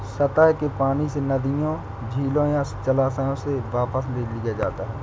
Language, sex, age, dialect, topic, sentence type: Hindi, male, 60-100, Awadhi Bundeli, agriculture, statement